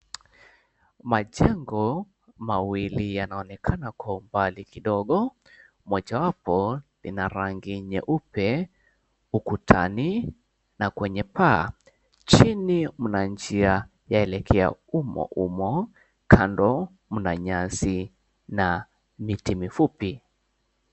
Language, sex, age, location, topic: Swahili, male, 18-24, Mombasa, agriculture